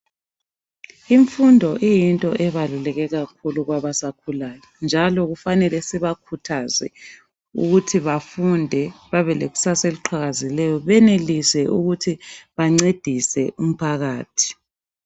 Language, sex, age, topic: North Ndebele, female, 25-35, education